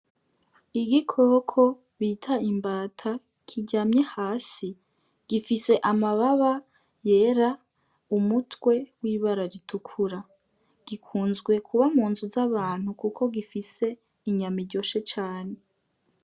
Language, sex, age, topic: Rundi, female, 18-24, agriculture